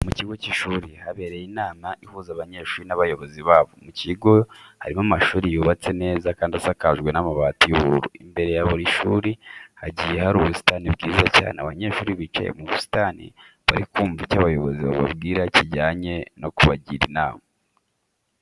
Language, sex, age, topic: Kinyarwanda, male, 25-35, education